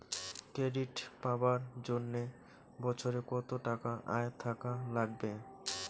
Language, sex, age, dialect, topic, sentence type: Bengali, male, 25-30, Rajbangshi, banking, question